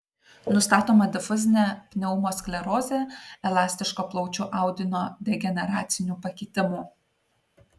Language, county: Lithuanian, Kaunas